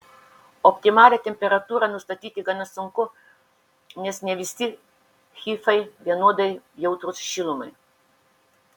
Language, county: Lithuanian, Šiauliai